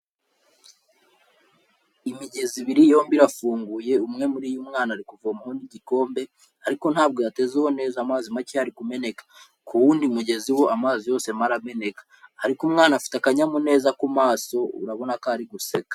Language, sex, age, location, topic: Kinyarwanda, male, 25-35, Kigali, health